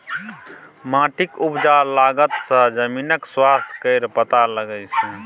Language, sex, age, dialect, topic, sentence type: Maithili, male, 31-35, Bajjika, agriculture, statement